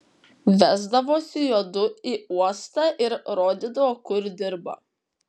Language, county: Lithuanian, Kaunas